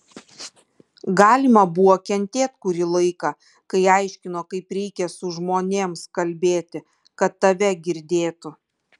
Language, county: Lithuanian, Kaunas